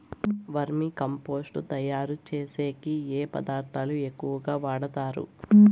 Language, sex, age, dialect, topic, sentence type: Telugu, female, 18-24, Southern, agriculture, question